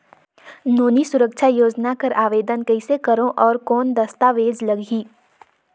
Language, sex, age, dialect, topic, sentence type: Chhattisgarhi, female, 18-24, Northern/Bhandar, banking, question